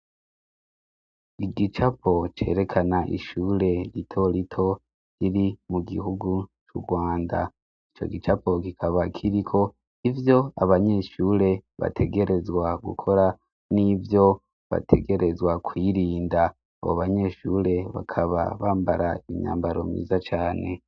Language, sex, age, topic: Rundi, male, 18-24, education